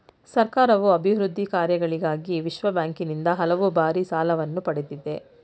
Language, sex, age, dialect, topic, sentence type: Kannada, female, 46-50, Mysore Kannada, banking, statement